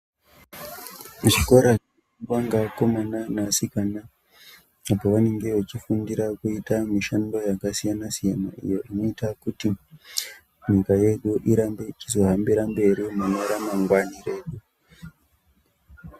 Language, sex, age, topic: Ndau, male, 25-35, education